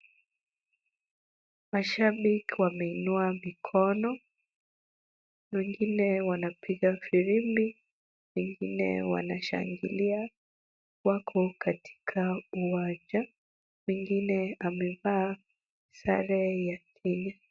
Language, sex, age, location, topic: Swahili, female, 25-35, Kisumu, government